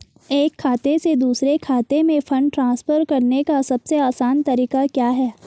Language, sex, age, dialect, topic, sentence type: Hindi, female, 18-24, Marwari Dhudhari, banking, question